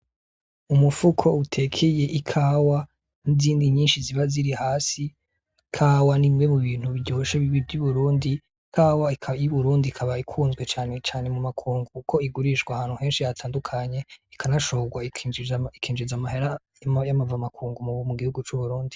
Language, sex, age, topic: Rundi, male, 25-35, agriculture